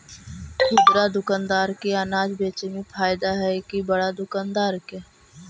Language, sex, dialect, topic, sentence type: Magahi, female, Central/Standard, agriculture, question